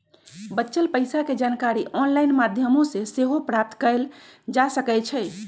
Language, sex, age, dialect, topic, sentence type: Magahi, female, 46-50, Western, banking, statement